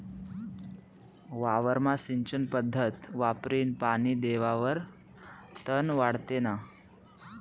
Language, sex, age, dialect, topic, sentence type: Marathi, male, 18-24, Northern Konkan, agriculture, statement